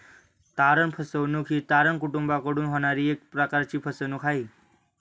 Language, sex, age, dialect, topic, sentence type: Marathi, male, 18-24, Standard Marathi, banking, statement